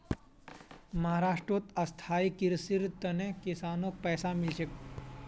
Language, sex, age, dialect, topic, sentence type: Magahi, male, 25-30, Northeastern/Surjapuri, agriculture, statement